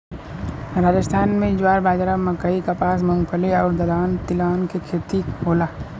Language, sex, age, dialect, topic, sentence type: Bhojpuri, male, 25-30, Western, agriculture, statement